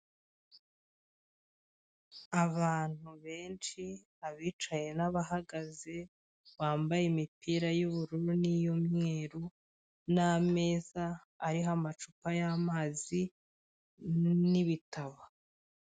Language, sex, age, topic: Kinyarwanda, female, 25-35, finance